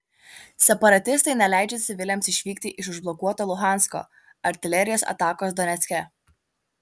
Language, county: Lithuanian, Kaunas